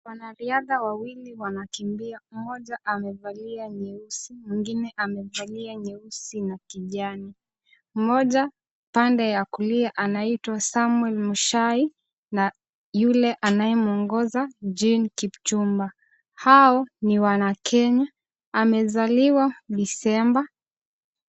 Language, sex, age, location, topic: Swahili, female, 18-24, Kisumu, education